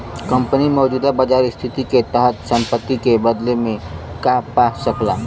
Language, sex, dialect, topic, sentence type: Bhojpuri, male, Western, banking, statement